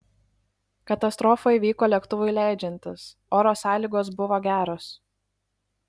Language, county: Lithuanian, Klaipėda